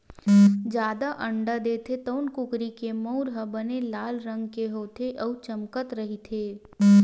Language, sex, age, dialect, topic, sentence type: Chhattisgarhi, female, 41-45, Western/Budati/Khatahi, agriculture, statement